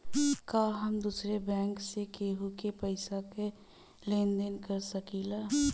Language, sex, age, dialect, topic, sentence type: Bhojpuri, female, 18-24, Western, banking, statement